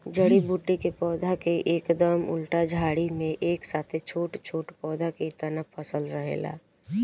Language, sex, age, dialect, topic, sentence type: Bhojpuri, female, 18-24, Southern / Standard, agriculture, statement